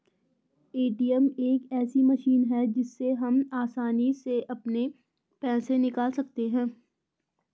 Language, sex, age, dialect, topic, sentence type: Hindi, female, 25-30, Garhwali, banking, statement